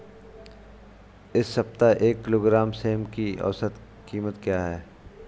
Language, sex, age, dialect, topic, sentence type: Hindi, male, 25-30, Awadhi Bundeli, agriculture, question